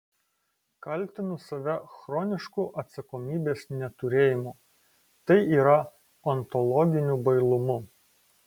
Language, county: Lithuanian, Kaunas